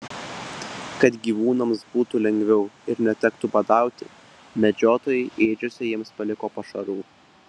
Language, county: Lithuanian, Vilnius